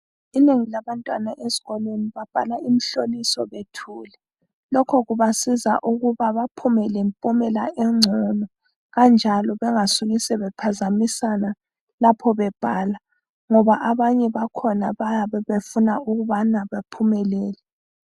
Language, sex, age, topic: North Ndebele, female, 25-35, education